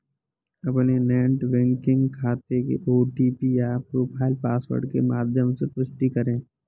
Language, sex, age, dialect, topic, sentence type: Hindi, male, 18-24, Kanauji Braj Bhasha, banking, statement